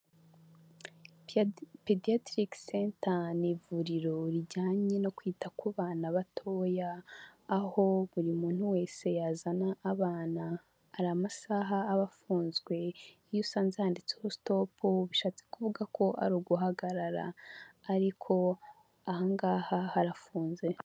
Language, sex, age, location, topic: Kinyarwanda, female, 25-35, Huye, health